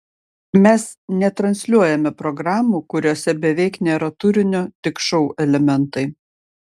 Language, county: Lithuanian, Panevėžys